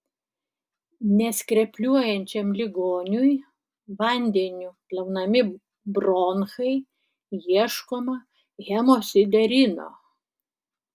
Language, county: Lithuanian, Tauragė